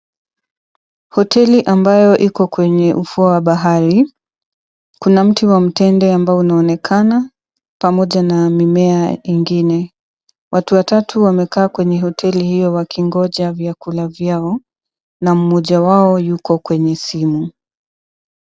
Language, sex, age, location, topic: Swahili, female, 25-35, Mombasa, government